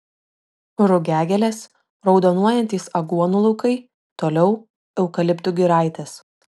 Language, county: Lithuanian, Šiauliai